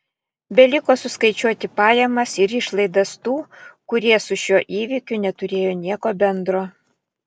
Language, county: Lithuanian, Vilnius